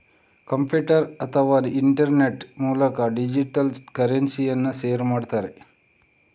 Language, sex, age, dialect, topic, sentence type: Kannada, male, 25-30, Coastal/Dakshin, banking, statement